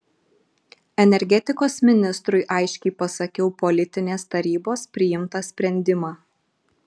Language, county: Lithuanian, Šiauliai